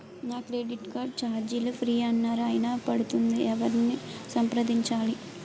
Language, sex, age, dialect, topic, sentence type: Telugu, female, 18-24, Utterandhra, banking, question